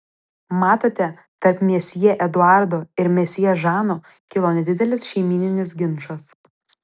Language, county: Lithuanian, Vilnius